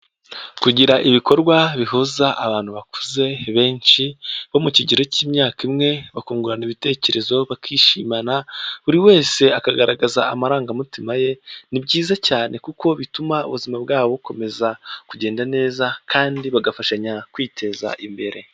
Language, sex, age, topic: Kinyarwanda, male, 18-24, health